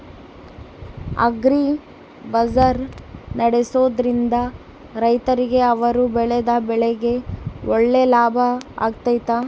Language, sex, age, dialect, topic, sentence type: Kannada, female, 18-24, Central, agriculture, question